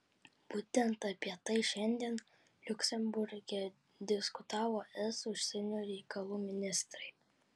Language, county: Lithuanian, Vilnius